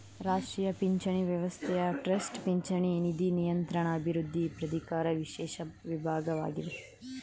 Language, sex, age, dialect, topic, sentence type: Kannada, male, 25-30, Mysore Kannada, banking, statement